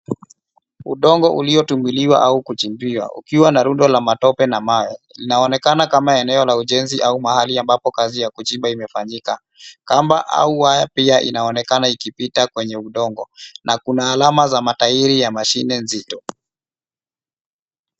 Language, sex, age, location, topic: Swahili, male, 25-35, Nairobi, government